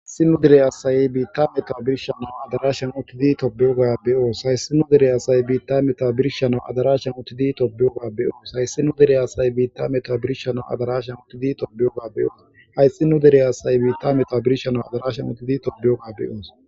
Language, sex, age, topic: Gamo, male, 18-24, government